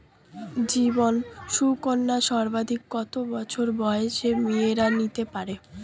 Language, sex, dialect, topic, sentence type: Bengali, female, Standard Colloquial, banking, question